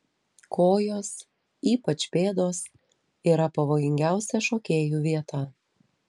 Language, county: Lithuanian, Telšiai